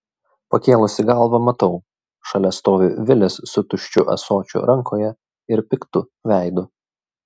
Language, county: Lithuanian, Šiauliai